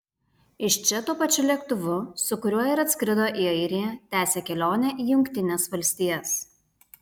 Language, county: Lithuanian, Alytus